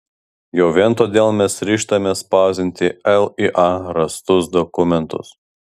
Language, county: Lithuanian, Vilnius